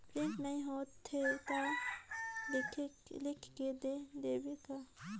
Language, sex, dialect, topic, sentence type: Chhattisgarhi, female, Northern/Bhandar, banking, question